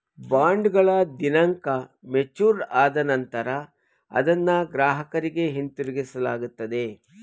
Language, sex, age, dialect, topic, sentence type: Kannada, male, 51-55, Mysore Kannada, banking, statement